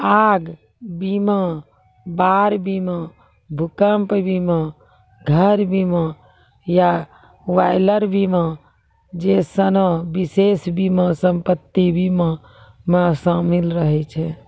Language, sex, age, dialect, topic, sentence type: Maithili, female, 41-45, Angika, banking, statement